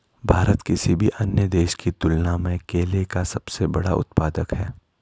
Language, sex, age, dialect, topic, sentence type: Hindi, male, 41-45, Garhwali, agriculture, statement